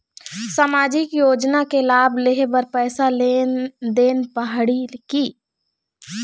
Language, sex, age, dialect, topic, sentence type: Chhattisgarhi, female, 25-30, Eastern, banking, question